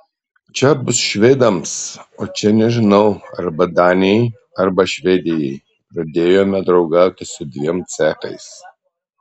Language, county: Lithuanian, Panevėžys